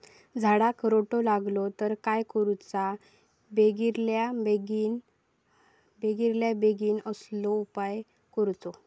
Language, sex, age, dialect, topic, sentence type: Marathi, female, 18-24, Southern Konkan, agriculture, question